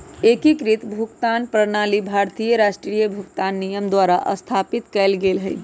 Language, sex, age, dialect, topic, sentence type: Magahi, female, 18-24, Western, banking, statement